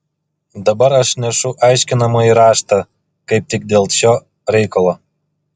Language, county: Lithuanian, Klaipėda